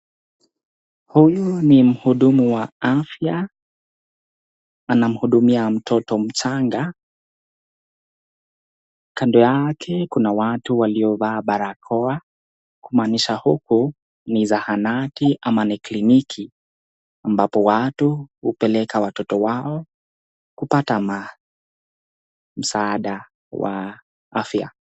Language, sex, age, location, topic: Swahili, male, 18-24, Nakuru, health